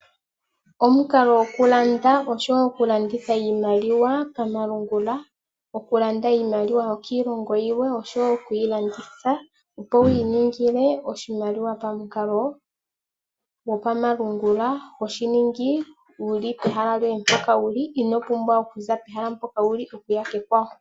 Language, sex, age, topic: Oshiwambo, female, 18-24, finance